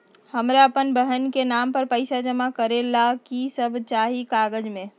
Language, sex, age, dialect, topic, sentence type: Magahi, female, 60-100, Western, banking, question